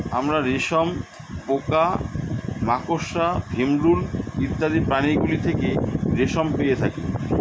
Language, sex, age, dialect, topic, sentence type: Bengali, male, 51-55, Standard Colloquial, agriculture, statement